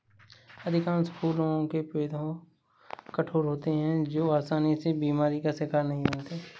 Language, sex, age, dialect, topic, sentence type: Hindi, male, 18-24, Awadhi Bundeli, agriculture, statement